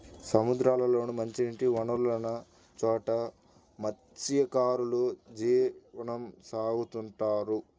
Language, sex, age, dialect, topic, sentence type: Telugu, male, 18-24, Central/Coastal, agriculture, statement